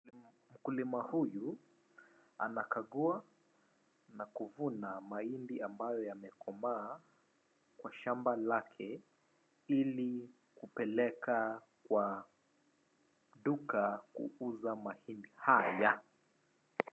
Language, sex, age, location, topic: Swahili, male, 25-35, Wajir, agriculture